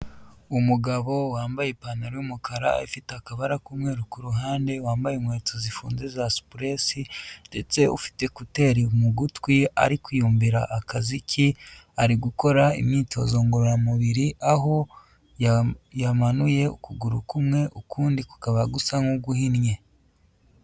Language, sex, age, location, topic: Kinyarwanda, female, 18-24, Huye, health